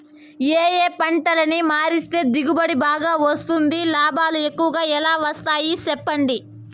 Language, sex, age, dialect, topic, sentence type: Telugu, female, 25-30, Southern, agriculture, question